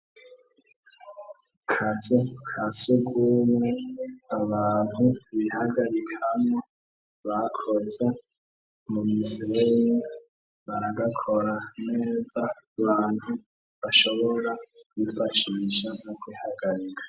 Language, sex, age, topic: Rundi, female, 25-35, education